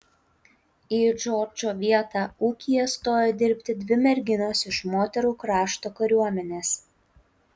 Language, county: Lithuanian, Utena